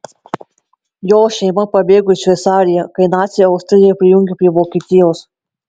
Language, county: Lithuanian, Marijampolė